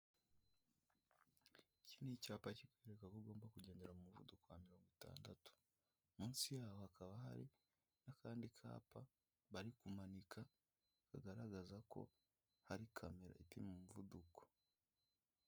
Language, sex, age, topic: Kinyarwanda, male, 25-35, government